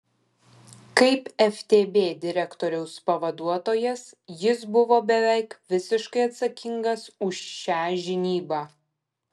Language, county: Lithuanian, Kaunas